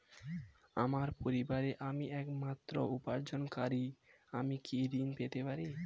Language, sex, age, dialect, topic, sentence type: Bengali, male, 18-24, Standard Colloquial, banking, question